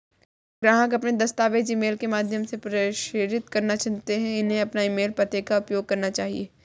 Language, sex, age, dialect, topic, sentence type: Hindi, female, 36-40, Kanauji Braj Bhasha, banking, statement